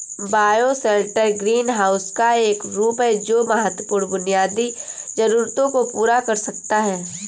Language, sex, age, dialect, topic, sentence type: Hindi, female, 25-30, Awadhi Bundeli, agriculture, statement